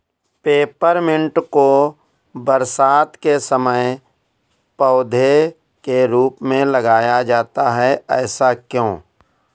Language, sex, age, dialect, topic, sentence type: Hindi, male, 18-24, Awadhi Bundeli, agriculture, question